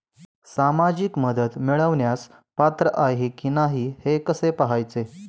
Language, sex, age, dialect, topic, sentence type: Marathi, male, 18-24, Standard Marathi, banking, question